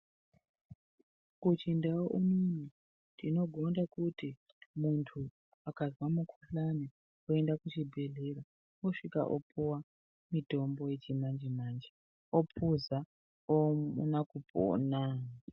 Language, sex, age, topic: Ndau, male, 36-49, health